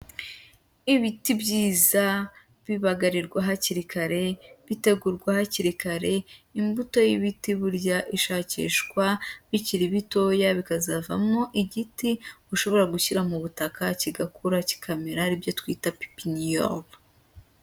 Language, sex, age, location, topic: Kinyarwanda, female, 18-24, Huye, agriculture